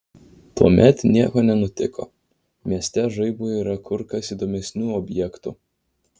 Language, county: Lithuanian, Vilnius